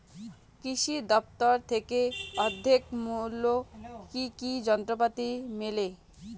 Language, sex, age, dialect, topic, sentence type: Bengali, female, 18-24, Rajbangshi, agriculture, question